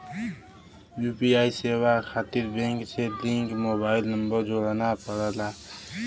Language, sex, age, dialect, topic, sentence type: Bhojpuri, male, 18-24, Western, banking, statement